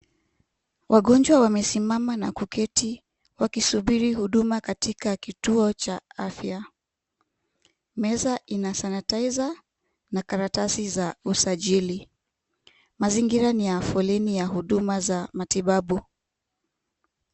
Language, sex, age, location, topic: Swahili, female, 25-35, Kisumu, health